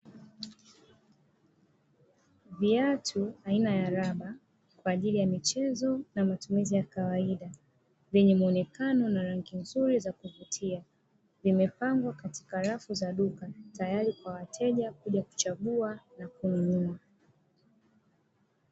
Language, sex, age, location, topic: Swahili, female, 25-35, Dar es Salaam, finance